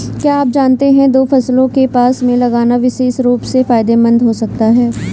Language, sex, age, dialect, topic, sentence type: Hindi, female, 46-50, Kanauji Braj Bhasha, agriculture, statement